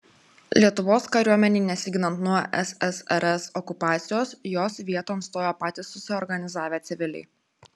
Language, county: Lithuanian, Klaipėda